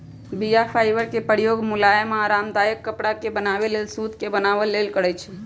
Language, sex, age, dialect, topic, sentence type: Magahi, female, 25-30, Western, agriculture, statement